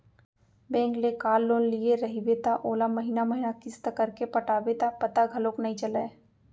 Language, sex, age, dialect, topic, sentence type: Chhattisgarhi, female, 25-30, Central, banking, statement